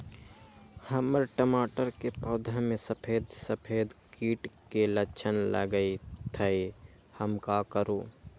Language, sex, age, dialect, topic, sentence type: Magahi, male, 18-24, Western, agriculture, question